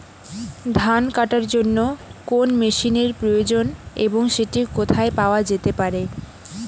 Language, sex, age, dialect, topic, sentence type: Bengali, female, 18-24, Rajbangshi, agriculture, question